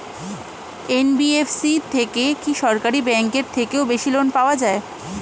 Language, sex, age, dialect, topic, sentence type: Bengali, female, 18-24, Standard Colloquial, banking, question